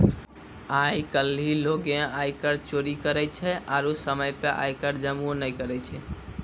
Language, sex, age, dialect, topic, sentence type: Maithili, male, 18-24, Angika, banking, statement